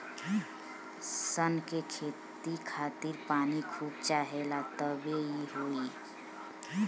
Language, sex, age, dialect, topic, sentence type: Bhojpuri, female, 31-35, Western, agriculture, statement